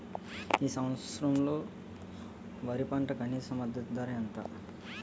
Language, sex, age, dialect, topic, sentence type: Telugu, male, 18-24, Utterandhra, agriculture, question